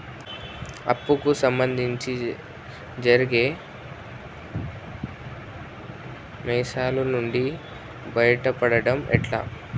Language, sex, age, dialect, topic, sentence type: Telugu, male, 56-60, Telangana, banking, question